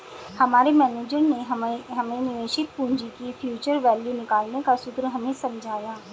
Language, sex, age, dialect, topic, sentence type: Hindi, female, 25-30, Hindustani Malvi Khadi Boli, banking, statement